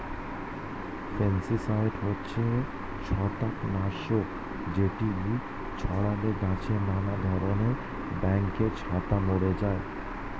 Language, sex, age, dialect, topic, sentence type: Bengali, male, 25-30, Standard Colloquial, agriculture, statement